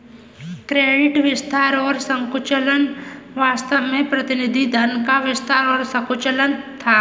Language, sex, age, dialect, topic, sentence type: Hindi, female, 18-24, Kanauji Braj Bhasha, banking, statement